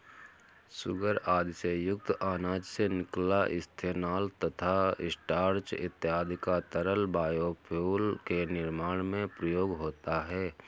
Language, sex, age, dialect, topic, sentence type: Hindi, male, 18-24, Awadhi Bundeli, agriculture, statement